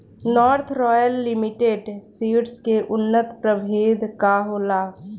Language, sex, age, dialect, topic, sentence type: Bhojpuri, female, 25-30, Southern / Standard, agriculture, question